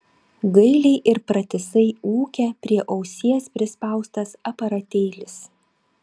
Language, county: Lithuanian, Klaipėda